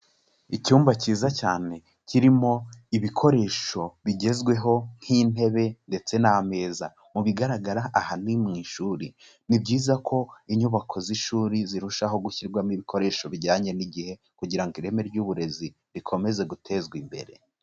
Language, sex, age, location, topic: Kinyarwanda, male, 18-24, Kigali, education